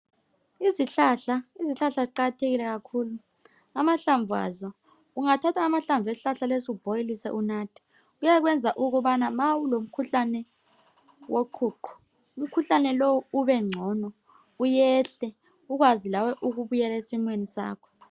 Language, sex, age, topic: North Ndebele, male, 25-35, health